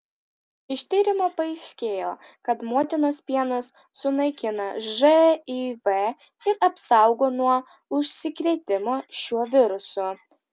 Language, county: Lithuanian, Kaunas